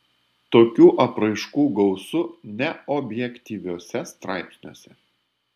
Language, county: Lithuanian, Panevėžys